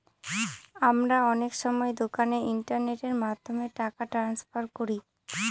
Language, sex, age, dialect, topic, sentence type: Bengali, female, 18-24, Northern/Varendri, banking, statement